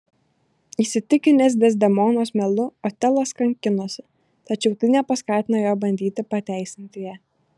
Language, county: Lithuanian, Šiauliai